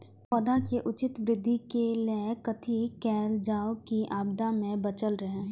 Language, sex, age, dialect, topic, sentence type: Maithili, female, 18-24, Eastern / Thethi, agriculture, question